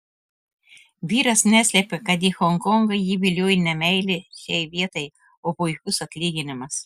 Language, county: Lithuanian, Telšiai